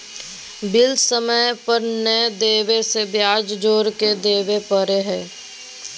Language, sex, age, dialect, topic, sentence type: Magahi, female, 18-24, Southern, banking, statement